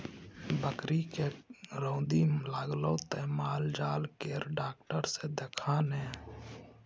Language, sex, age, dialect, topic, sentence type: Maithili, male, 18-24, Bajjika, agriculture, statement